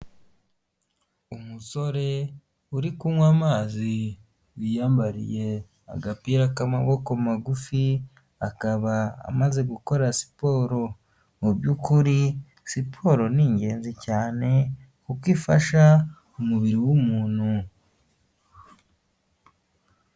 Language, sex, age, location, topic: Kinyarwanda, female, 18-24, Huye, health